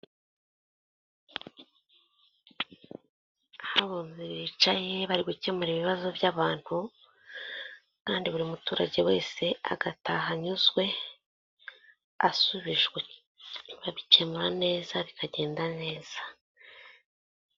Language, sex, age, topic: Kinyarwanda, female, 25-35, government